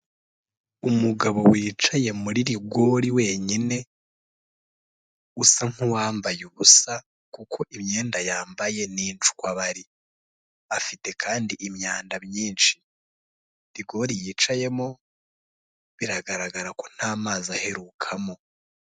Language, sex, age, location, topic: Kinyarwanda, male, 18-24, Kigali, health